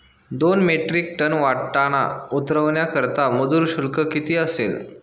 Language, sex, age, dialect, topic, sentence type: Marathi, male, 25-30, Standard Marathi, agriculture, question